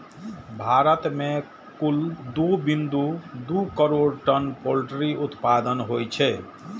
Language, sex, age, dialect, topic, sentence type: Maithili, male, 46-50, Eastern / Thethi, agriculture, statement